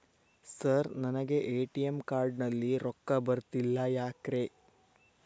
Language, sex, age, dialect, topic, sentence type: Kannada, male, 25-30, Dharwad Kannada, banking, question